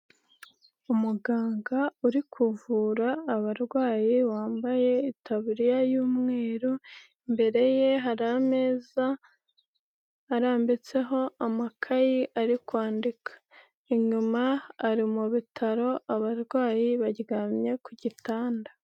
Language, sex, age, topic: Kinyarwanda, female, 18-24, health